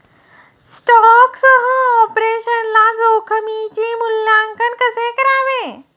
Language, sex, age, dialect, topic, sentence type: Marathi, female, 36-40, Standard Marathi, banking, statement